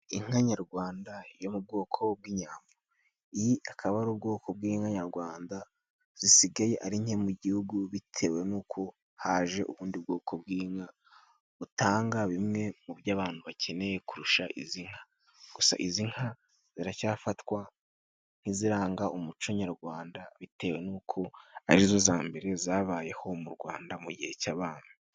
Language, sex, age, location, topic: Kinyarwanda, male, 18-24, Musanze, government